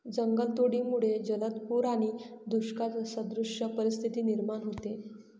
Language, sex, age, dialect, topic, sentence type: Marathi, female, 18-24, Northern Konkan, agriculture, statement